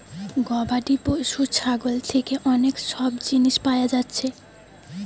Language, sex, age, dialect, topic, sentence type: Bengali, female, 18-24, Western, agriculture, statement